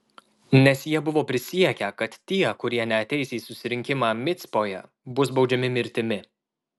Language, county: Lithuanian, Marijampolė